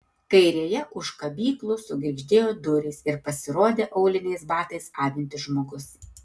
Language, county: Lithuanian, Tauragė